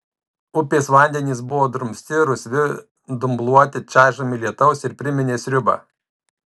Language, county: Lithuanian, Kaunas